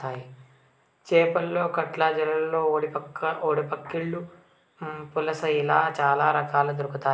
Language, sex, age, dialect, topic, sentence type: Telugu, male, 18-24, Southern, agriculture, statement